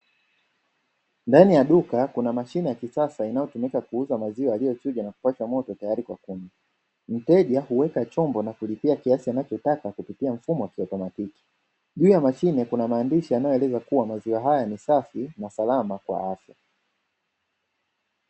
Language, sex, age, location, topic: Swahili, male, 25-35, Dar es Salaam, finance